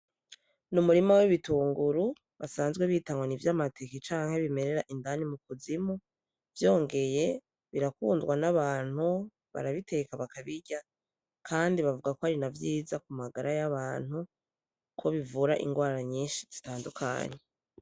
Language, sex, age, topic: Rundi, female, 25-35, agriculture